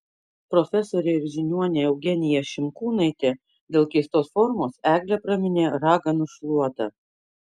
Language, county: Lithuanian, Kaunas